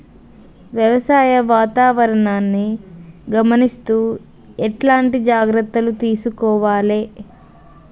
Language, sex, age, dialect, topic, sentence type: Telugu, female, 25-30, Telangana, agriculture, question